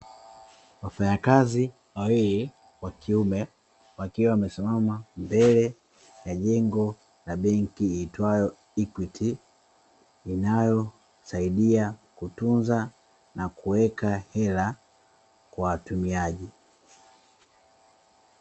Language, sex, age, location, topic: Swahili, male, 25-35, Dar es Salaam, finance